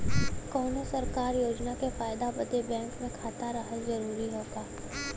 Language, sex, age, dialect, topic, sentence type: Bhojpuri, female, 18-24, Western, banking, question